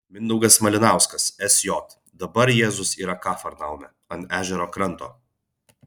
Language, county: Lithuanian, Vilnius